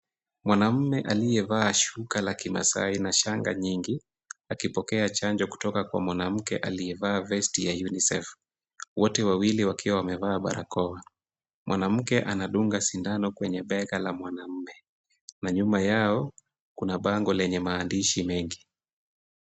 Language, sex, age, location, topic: Swahili, male, 25-35, Kisumu, health